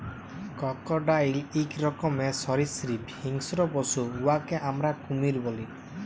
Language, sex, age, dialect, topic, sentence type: Bengali, male, 25-30, Jharkhandi, agriculture, statement